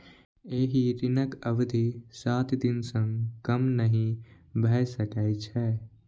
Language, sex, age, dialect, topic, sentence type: Maithili, male, 18-24, Eastern / Thethi, banking, statement